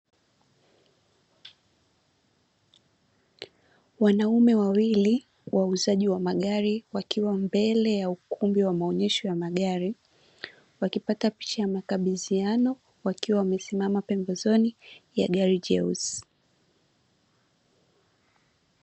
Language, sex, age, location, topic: Swahili, female, 18-24, Dar es Salaam, finance